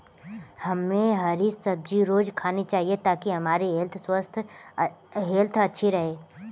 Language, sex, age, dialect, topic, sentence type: Hindi, male, 18-24, Kanauji Braj Bhasha, agriculture, statement